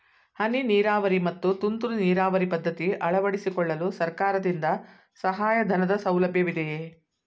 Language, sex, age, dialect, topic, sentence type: Kannada, female, 60-100, Mysore Kannada, agriculture, question